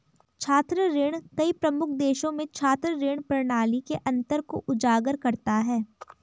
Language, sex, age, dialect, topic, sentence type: Hindi, female, 18-24, Garhwali, banking, statement